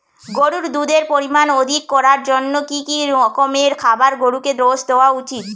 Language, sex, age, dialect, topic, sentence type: Bengali, female, 25-30, Rajbangshi, agriculture, question